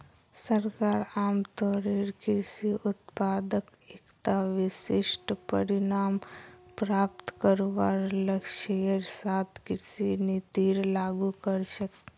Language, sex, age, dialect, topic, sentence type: Magahi, female, 51-55, Northeastern/Surjapuri, agriculture, statement